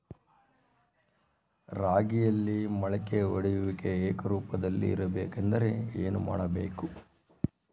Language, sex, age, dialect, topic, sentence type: Kannada, male, 18-24, Central, agriculture, question